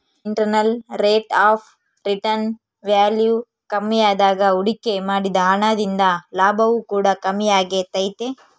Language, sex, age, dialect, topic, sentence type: Kannada, female, 18-24, Central, banking, statement